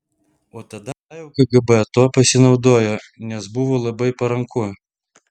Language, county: Lithuanian, Vilnius